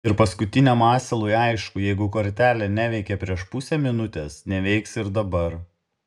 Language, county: Lithuanian, Šiauliai